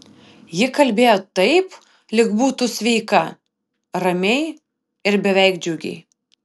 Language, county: Lithuanian, Vilnius